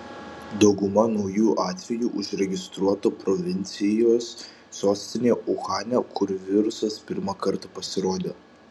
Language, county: Lithuanian, Vilnius